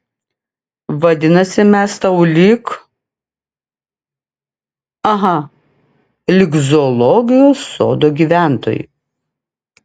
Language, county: Lithuanian, Klaipėda